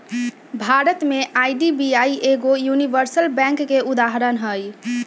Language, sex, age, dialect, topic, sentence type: Magahi, female, 25-30, Western, banking, statement